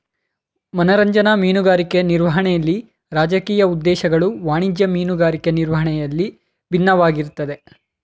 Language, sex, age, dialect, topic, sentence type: Kannada, male, 18-24, Mysore Kannada, agriculture, statement